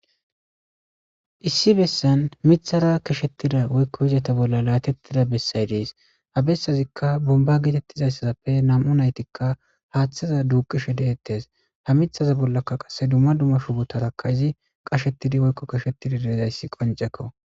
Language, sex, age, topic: Gamo, male, 25-35, government